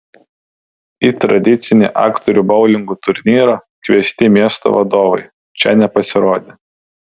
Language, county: Lithuanian, Vilnius